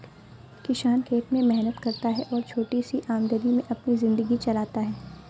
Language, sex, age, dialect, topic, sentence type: Hindi, female, 18-24, Awadhi Bundeli, agriculture, statement